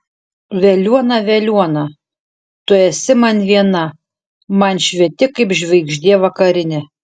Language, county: Lithuanian, Šiauliai